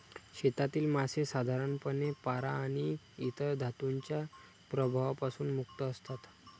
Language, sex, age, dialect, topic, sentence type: Marathi, male, 25-30, Standard Marathi, agriculture, statement